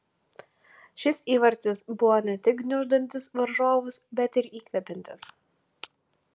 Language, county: Lithuanian, Panevėžys